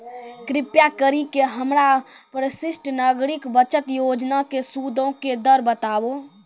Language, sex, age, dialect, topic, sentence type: Maithili, female, 18-24, Angika, banking, statement